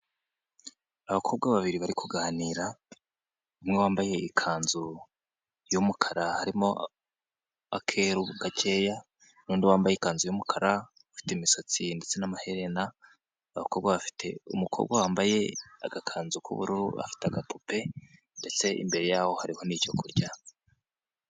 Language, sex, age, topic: Kinyarwanda, male, 18-24, health